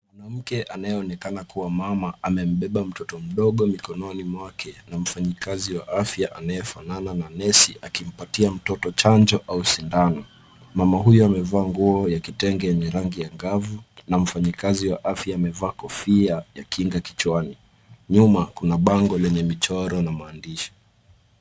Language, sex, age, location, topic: Swahili, male, 18-24, Nairobi, health